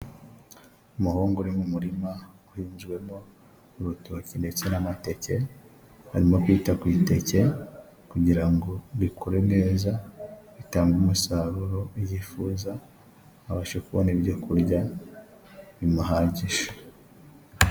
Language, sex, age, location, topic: Kinyarwanda, male, 25-35, Huye, agriculture